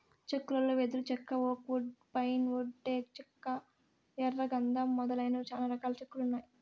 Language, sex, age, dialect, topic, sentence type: Telugu, female, 60-100, Southern, agriculture, statement